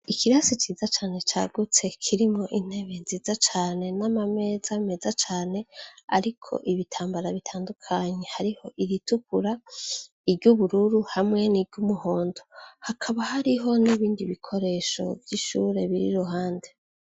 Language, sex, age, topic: Rundi, female, 25-35, education